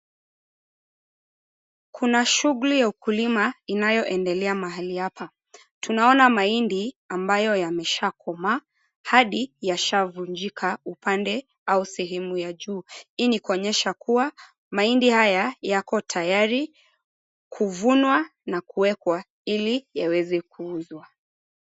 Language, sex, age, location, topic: Swahili, female, 25-35, Mombasa, agriculture